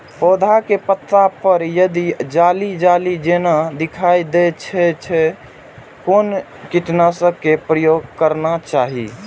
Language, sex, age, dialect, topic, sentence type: Maithili, male, 18-24, Eastern / Thethi, agriculture, question